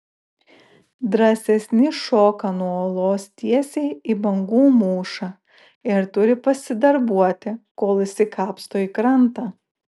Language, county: Lithuanian, Klaipėda